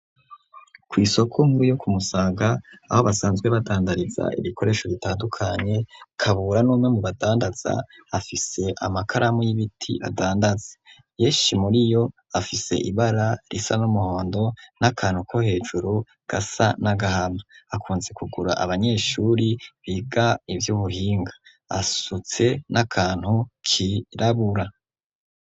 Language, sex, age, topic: Rundi, male, 25-35, education